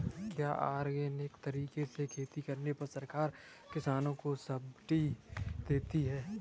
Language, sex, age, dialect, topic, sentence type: Hindi, male, 18-24, Kanauji Braj Bhasha, agriculture, question